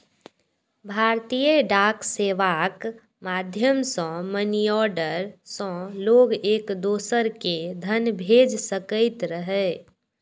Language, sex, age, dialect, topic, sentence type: Maithili, female, 46-50, Eastern / Thethi, banking, statement